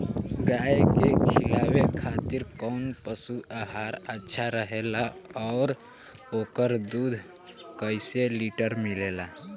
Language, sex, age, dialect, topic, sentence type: Bhojpuri, male, <18, Northern, agriculture, question